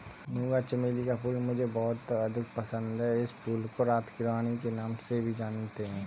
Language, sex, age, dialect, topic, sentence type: Hindi, male, 18-24, Kanauji Braj Bhasha, agriculture, statement